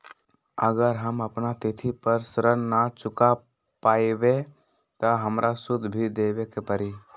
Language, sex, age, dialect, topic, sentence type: Magahi, male, 18-24, Western, banking, question